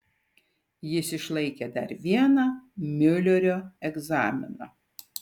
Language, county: Lithuanian, Šiauliai